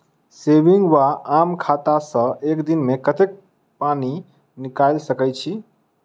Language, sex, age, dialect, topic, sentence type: Maithili, male, 25-30, Southern/Standard, banking, question